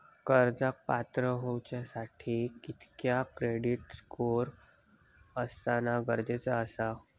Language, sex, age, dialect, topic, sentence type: Marathi, male, 41-45, Southern Konkan, banking, question